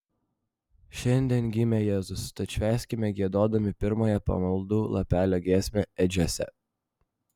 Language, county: Lithuanian, Vilnius